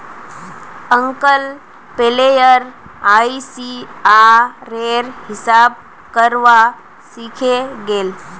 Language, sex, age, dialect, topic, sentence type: Magahi, female, 18-24, Northeastern/Surjapuri, banking, statement